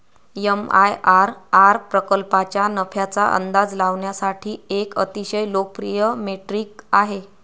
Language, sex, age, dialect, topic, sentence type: Marathi, female, 25-30, Varhadi, banking, statement